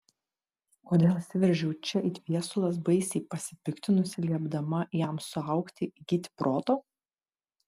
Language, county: Lithuanian, Kaunas